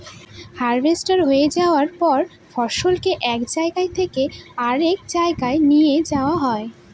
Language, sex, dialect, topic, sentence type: Bengali, female, Northern/Varendri, agriculture, statement